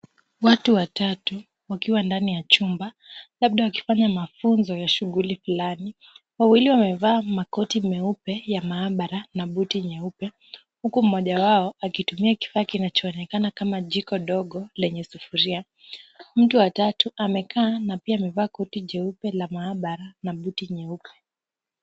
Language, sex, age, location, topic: Swahili, female, 18-24, Kisumu, agriculture